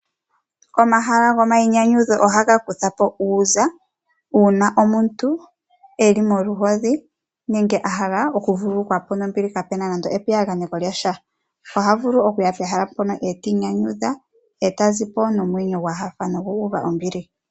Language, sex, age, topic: Oshiwambo, female, 25-35, agriculture